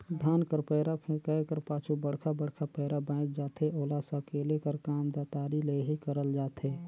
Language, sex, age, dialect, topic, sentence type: Chhattisgarhi, male, 36-40, Northern/Bhandar, agriculture, statement